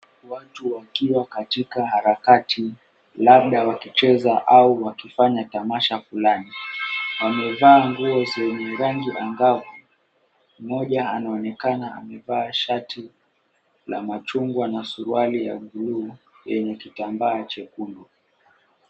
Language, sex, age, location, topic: Swahili, male, 18-24, Mombasa, government